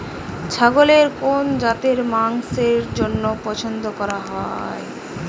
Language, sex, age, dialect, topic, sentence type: Bengali, female, 18-24, Western, agriculture, statement